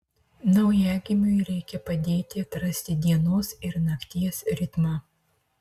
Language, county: Lithuanian, Marijampolė